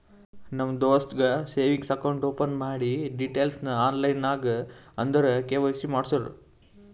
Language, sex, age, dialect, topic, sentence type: Kannada, male, 18-24, Northeastern, banking, statement